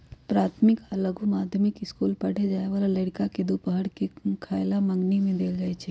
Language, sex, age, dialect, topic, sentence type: Magahi, female, 31-35, Western, agriculture, statement